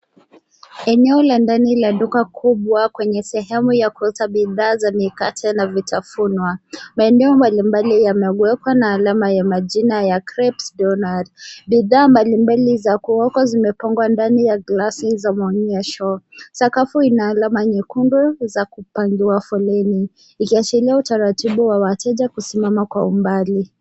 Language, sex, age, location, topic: Swahili, female, 18-24, Nairobi, finance